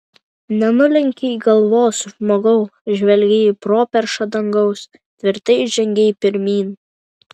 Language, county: Lithuanian, Vilnius